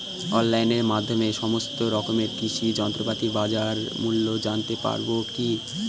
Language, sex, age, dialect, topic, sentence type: Bengali, male, 18-24, Northern/Varendri, agriculture, question